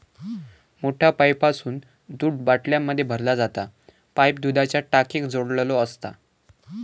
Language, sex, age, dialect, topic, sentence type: Marathi, male, <18, Southern Konkan, agriculture, statement